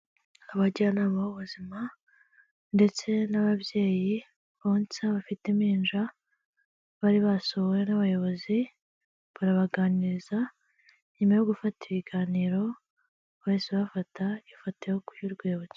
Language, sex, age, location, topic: Kinyarwanda, female, 18-24, Kigali, health